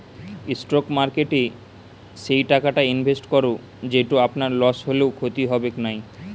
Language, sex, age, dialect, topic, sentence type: Bengali, male, 18-24, Western, banking, statement